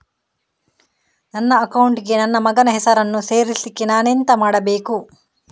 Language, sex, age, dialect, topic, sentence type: Kannada, female, 31-35, Coastal/Dakshin, banking, question